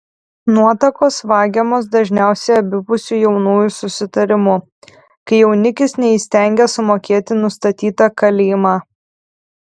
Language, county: Lithuanian, Kaunas